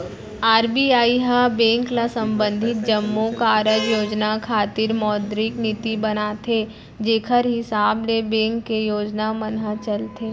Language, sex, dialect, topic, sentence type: Chhattisgarhi, female, Central, banking, statement